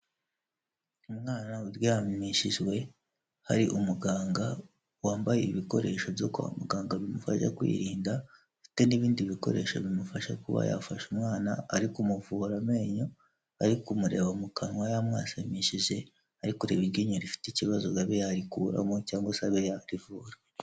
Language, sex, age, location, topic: Kinyarwanda, male, 18-24, Kigali, health